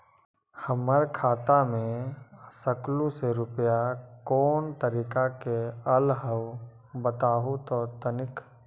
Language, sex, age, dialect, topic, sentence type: Magahi, male, 18-24, Western, banking, question